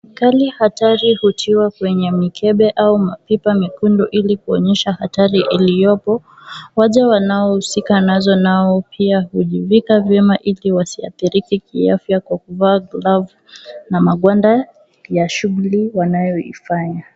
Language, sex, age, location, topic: Swahili, female, 18-24, Kisumu, health